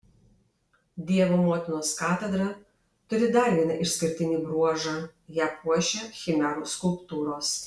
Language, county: Lithuanian, Alytus